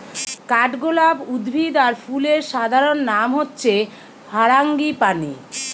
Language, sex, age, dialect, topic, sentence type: Bengali, female, 46-50, Western, agriculture, statement